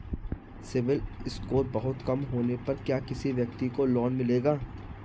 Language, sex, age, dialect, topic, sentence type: Hindi, male, 25-30, Marwari Dhudhari, banking, question